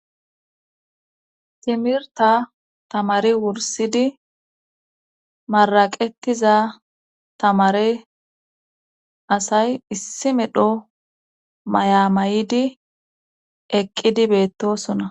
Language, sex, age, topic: Gamo, female, 25-35, government